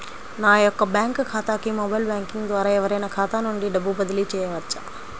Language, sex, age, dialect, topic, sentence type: Telugu, female, 25-30, Central/Coastal, banking, question